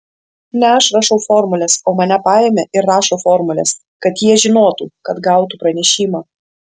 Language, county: Lithuanian, Vilnius